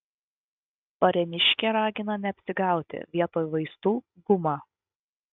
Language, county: Lithuanian, Vilnius